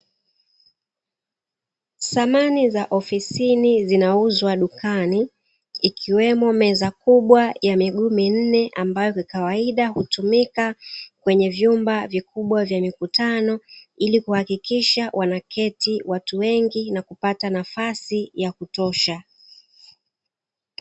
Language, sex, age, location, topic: Swahili, female, 36-49, Dar es Salaam, finance